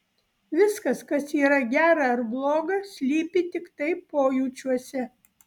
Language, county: Lithuanian, Vilnius